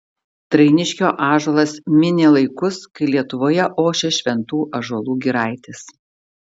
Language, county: Lithuanian, Klaipėda